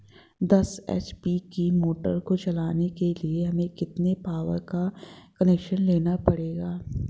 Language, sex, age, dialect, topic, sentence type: Hindi, female, 25-30, Marwari Dhudhari, agriculture, question